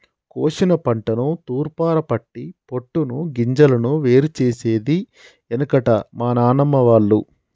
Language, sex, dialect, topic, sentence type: Telugu, male, Telangana, agriculture, statement